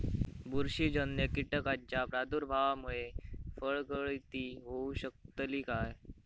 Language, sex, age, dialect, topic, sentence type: Marathi, male, 18-24, Southern Konkan, agriculture, question